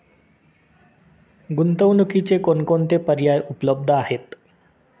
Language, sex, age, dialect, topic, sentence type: Marathi, male, 25-30, Standard Marathi, banking, question